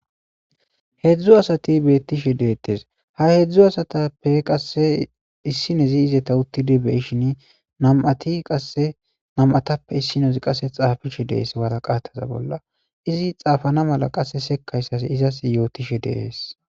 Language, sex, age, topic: Gamo, male, 18-24, government